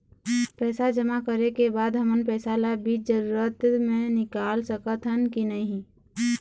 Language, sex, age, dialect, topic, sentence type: Chhattisgarhi, female, 18-24, Eastern, banking, question